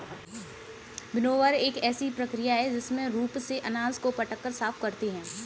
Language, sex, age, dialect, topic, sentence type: Hindi, female, 18-24, Kanauji Braj Bhasha, agriculture, statement